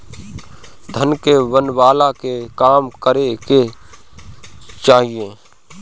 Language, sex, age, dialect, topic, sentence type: Bhojpuri, male, 25-30, Northern, banking, statement